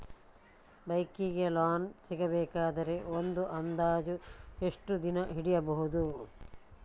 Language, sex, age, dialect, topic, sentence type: Kannada, female, 51-55, Coastal/Dakshin, banking, question